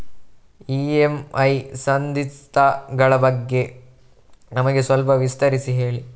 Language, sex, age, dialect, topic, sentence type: Kannada, male, 31-35, Coastal/Dakshin, banking, question